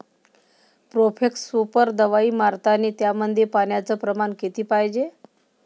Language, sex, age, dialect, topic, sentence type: Marathi, female, 25-30, Varhadi, agriculture, question